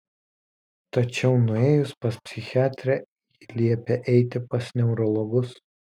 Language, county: Lithuanian, Kaunas